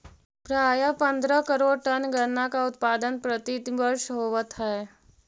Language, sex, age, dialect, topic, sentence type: Magahi, female, 36-40, Central/Standard, agriculture, statement